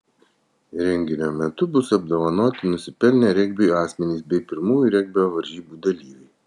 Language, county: Lithuanian, Vilnius